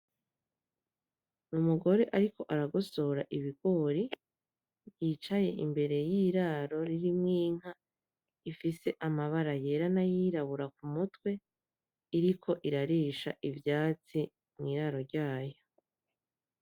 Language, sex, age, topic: Rundi, female, 25-35, agriculture